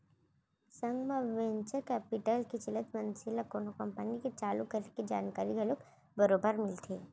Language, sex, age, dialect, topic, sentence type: Chhattisgarhi, female, 36-40, Central, banking, statement